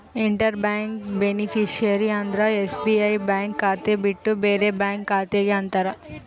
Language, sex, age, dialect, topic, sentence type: Kannada, female, 36-40, Central, banking, statement